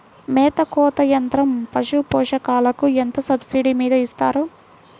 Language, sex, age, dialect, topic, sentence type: Telugu, female, 41-45, Central/Coastal, agriculture, question